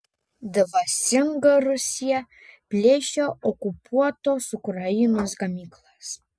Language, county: Lithuanian, Panevėžys